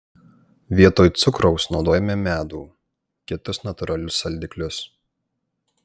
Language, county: Lithuanian, Panevėžys